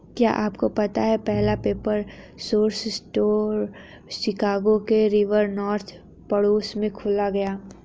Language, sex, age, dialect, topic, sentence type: Hindi, female, 31-35, Hindustani Malvi Khadi Boli, agriculture, statement